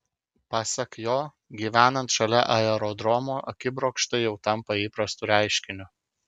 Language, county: Lithuanian, Kaunas